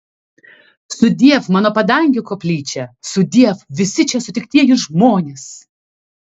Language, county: Lithuanian, Kaunas